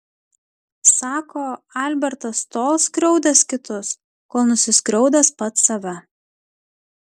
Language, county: Lithuanian, Klaipėda